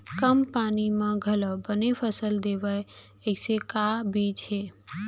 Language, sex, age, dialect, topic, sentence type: Chhattisgarhi, female, 25-30, Central, agriculture, question